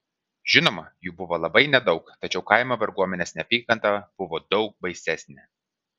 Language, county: Lithuanian, Vilnius